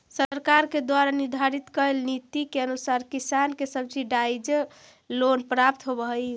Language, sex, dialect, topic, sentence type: Magahi, female, Central/Standard, banking, statement